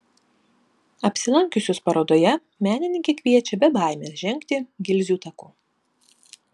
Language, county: Lithuanian, Panevėžys